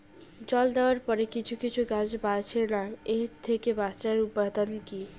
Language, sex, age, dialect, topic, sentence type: Bengali, female, 18-24, Rajbangshi, agriculture, question